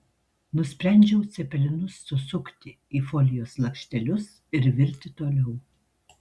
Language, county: Lithuanian, Tauragė